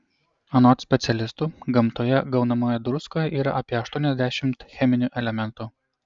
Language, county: Lithuanian, Kaunas